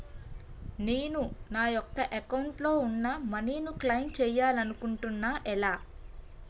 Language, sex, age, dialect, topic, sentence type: Telugu, female, 18-24, Utterandhra, banking, question